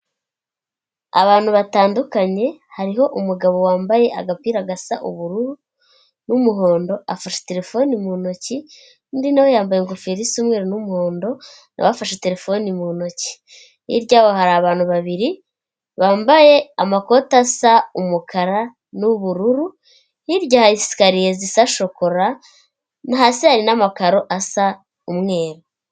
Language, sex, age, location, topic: Kinyarwanda, female, 25-35, Kigali, finance